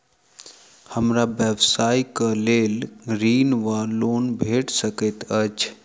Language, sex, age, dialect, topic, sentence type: Maithili, male, 36-40, Southern/Standard, banking, question